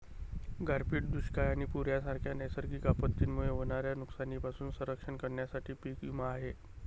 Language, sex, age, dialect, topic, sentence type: Marathi, male, 31-35, Varhadi, banking, statement